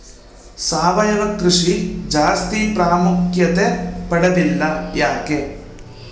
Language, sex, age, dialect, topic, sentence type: Kannada, male, 18-24, Central, agriculture, question